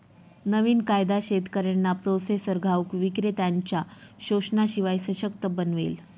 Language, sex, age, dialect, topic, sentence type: Marathi, female, 25-30, Northern Konkan, agriculture, statement